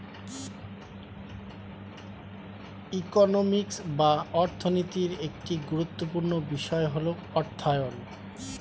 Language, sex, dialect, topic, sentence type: Bengali, male, Standard Colloquial, banking, statement